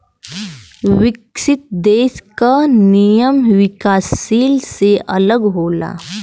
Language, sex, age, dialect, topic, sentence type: Bhojpuri, female, 18-24, Western, banking, statement